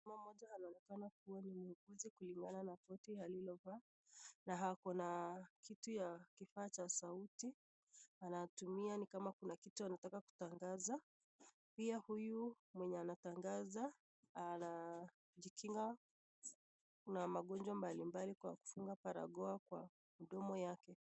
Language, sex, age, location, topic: Swahili, female, 25-35, Nakuru, health